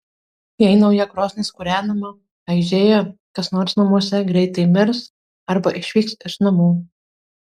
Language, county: Lithuanian, Marijampolė